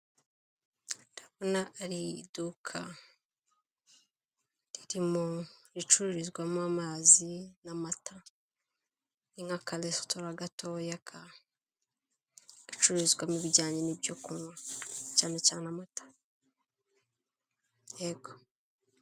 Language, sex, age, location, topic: Kinyarwanda, female, 25-35, Kigali, finance